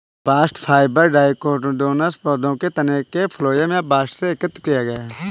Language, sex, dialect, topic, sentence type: Hindi, male, Kanauji Braj Bhasha, agriculture, statement